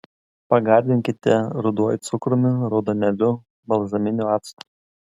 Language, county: Lithuanian, Kaunas